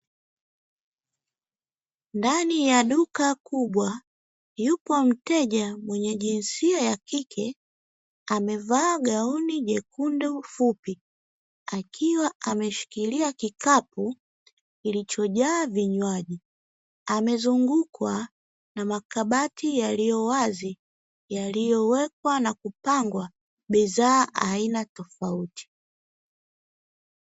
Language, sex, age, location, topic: Swahili, female, 25-35, Dar es Salaam, finance